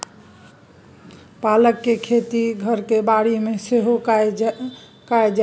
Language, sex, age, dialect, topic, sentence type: Maithili, female, 36-40, Bajjika, agriculture, statement